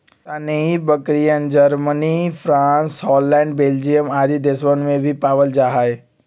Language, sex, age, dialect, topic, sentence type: Magahi, male, 18-24, Western, agriculture, statement